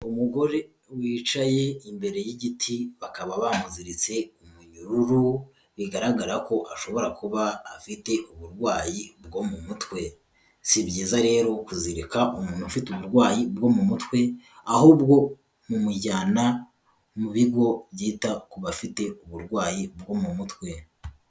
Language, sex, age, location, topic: Kinyarwanda, male, 18-24, Huye, health